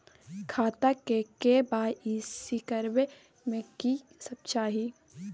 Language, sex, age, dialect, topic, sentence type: Maithili, female, 18-24, Bajjika, banking, question